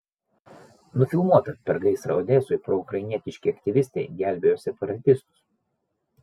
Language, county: Lithuanian, Vilnius